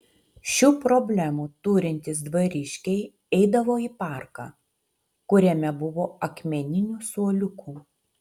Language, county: Lithuanian, Utena